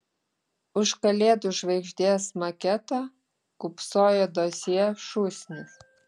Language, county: Lithuanian, Klaipėda